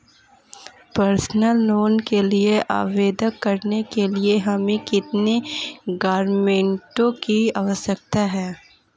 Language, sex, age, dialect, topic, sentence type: Hindi, female, 18-24, Marwari Dhudhari, banking, question